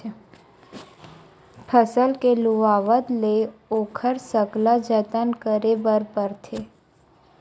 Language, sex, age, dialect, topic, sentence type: Chhattisgarhi, female, 18-24, Western/Budati/Khatahi, agriculture, statement